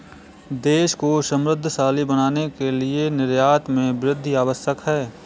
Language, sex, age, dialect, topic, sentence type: Hindi, male, 25-30, Awadhi Bundeli, banking, statement